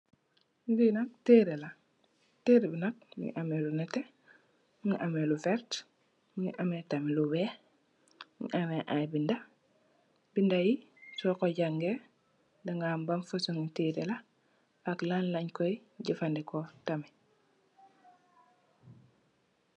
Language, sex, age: Wolof, female, 18-24